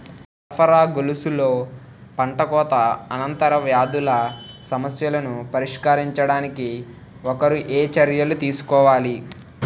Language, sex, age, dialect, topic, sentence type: Telugu, male, 18-24, Utterandhra, agriculture, question